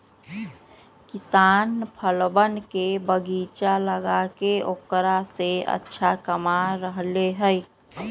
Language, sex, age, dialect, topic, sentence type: Magahi, female, 31-35, Western, agriculture, statement